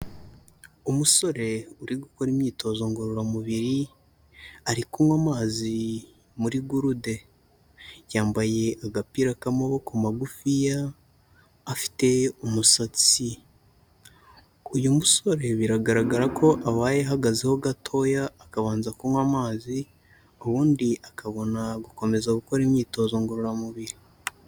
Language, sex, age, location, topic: Kinyarwanda, male, 18-24, Huye, health